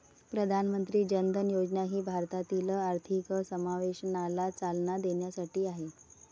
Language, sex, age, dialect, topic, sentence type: Marathi, female, 31-35, Varhadi, banking, statement